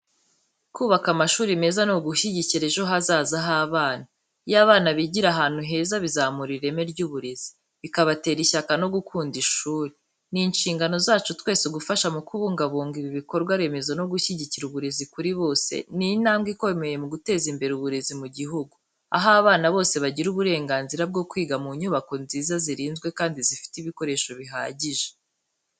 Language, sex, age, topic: Kinyarwanda, female, 18-24, education